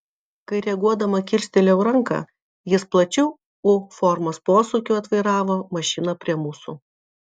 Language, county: Lithuanian, Vilnius